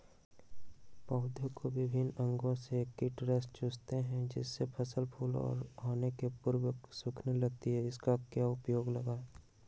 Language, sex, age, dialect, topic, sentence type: Magahi, male, 18-24, Western, agriculture, question